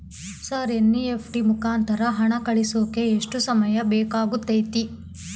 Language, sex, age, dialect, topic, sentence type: Kannada, female, 18-24, Central, banking, question